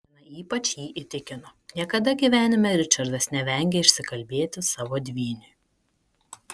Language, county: Lithuanian, Kaunas